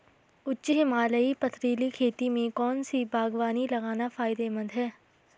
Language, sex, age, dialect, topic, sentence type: Hindi, female, 18-24, Garhwali, agriculture, question